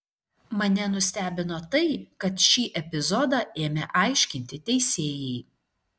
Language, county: Lithuanian, Šiauliai